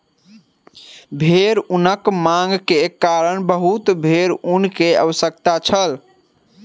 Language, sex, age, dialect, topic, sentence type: Maithili, male, 18-24, Southern/Standard, agriculture, statement